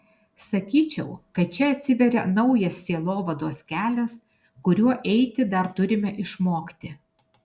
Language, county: Lithuanian, Alytus